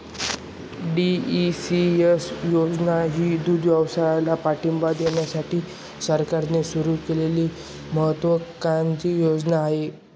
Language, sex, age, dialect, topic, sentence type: Marathi, male, 18-24, Northern Konkan, agriculture, statement